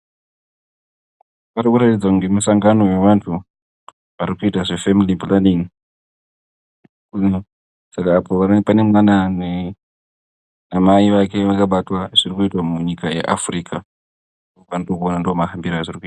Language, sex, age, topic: Ndau, male, 18-24, health